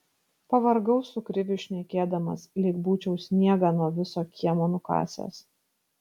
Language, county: Lithuanian, Kaunas